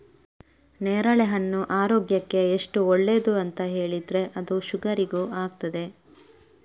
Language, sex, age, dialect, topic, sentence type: Kannada, female, 31-35, Coastal/Dakshin, agriculture, statement